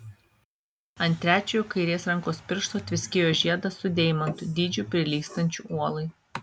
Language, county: Lithuanian, Kaunas